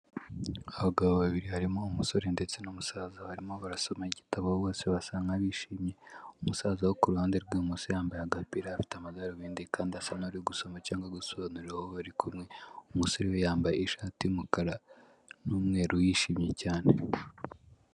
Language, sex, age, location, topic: Kinyarwanda, male, 18-24, Kigali, health